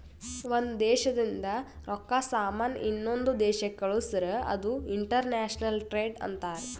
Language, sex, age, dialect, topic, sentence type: Kannada, female, 18-24, Northeastern, banking, statement